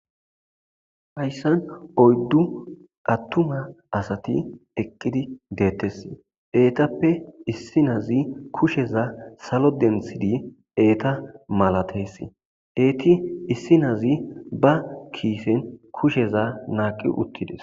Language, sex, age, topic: Gamo, male, 25-35, agriculture